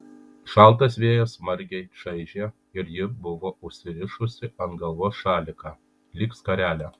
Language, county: Lithuanian, Kaunas